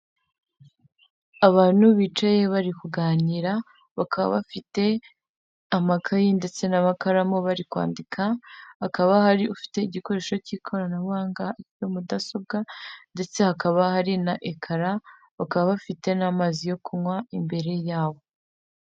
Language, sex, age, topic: Kinyarwanda, female, 18-24, government